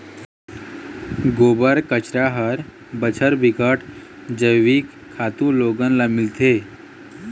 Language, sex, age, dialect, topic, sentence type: Chhattisgarhi, male, 18-24, Eastern, agriculture, statement